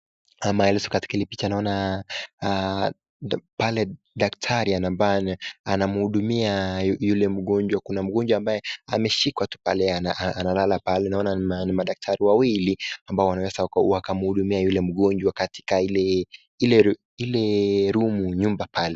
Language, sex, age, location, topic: Swahili, male, 18-24, Nakuru, health